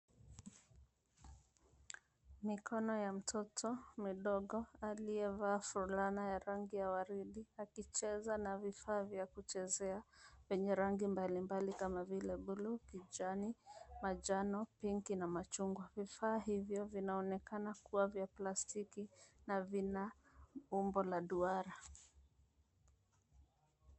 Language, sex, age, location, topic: Swahili, female, 25-35, Nairobi, education